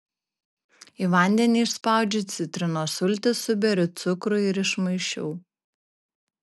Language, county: Lithuanian, Kaunas